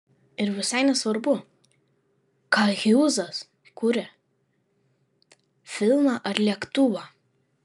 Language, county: Lithuanian, Vilnius